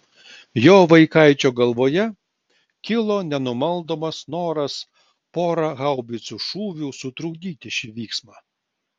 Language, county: Lithuanian, Klaipėda